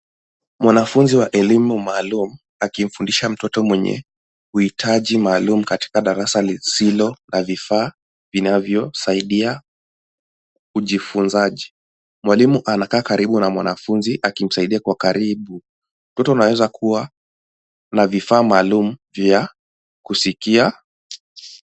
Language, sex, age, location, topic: Swahili, male, 18-24, Nairobi, education